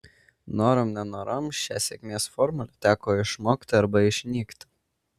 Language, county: Lithuanian, Kaunas